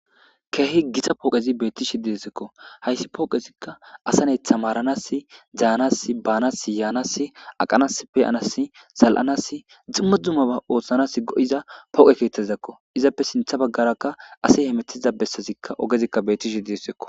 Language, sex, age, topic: Gamo, male, 25-35, government